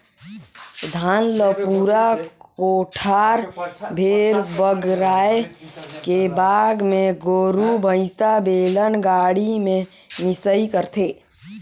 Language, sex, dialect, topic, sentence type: Chhattisgarhi, male, Northern/Bhandar, agriculture, statement